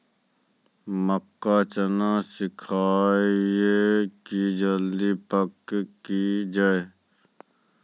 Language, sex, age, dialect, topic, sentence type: Maithili, male, 25-30, Angika, agriculture, question